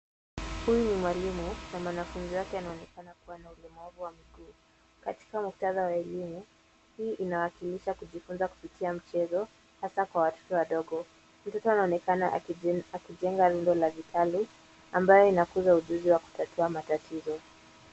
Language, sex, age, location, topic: Swahili, female, 18-24, Nairobi, education